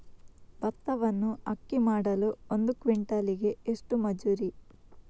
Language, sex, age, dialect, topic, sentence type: Kannada, female, 18-24, Coastal/Dakshin, agriculture, question